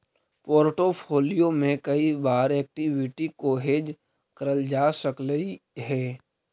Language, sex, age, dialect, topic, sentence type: Magahi, male, 31-35, Central/Standard, agriculture, statement